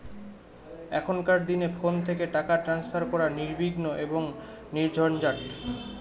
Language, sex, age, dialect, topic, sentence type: Bengali, male, 18-24, Rajbangshi, banking, question